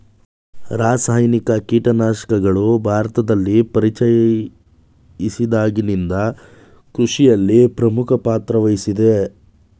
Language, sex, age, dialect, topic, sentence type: Kannada, male, 18-24, Mysore Kannada, agriculture, statement